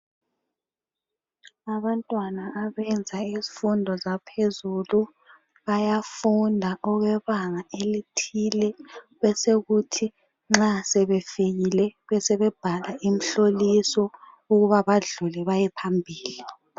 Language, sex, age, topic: North Ndebele, female, 25-35, education